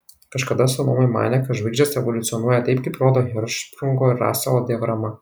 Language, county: Lithuanian, Kaunas